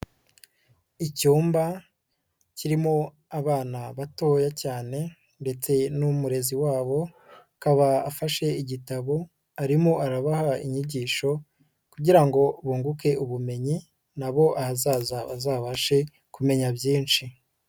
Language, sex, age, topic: Kinyarwanda, female, 25-35, health